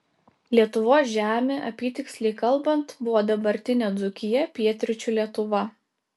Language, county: Lithuanian, Telšiai